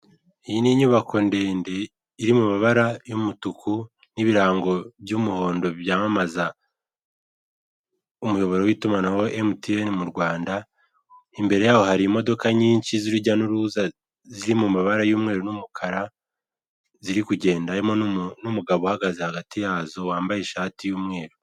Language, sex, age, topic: Kinyarwanda, male, 18-24, finance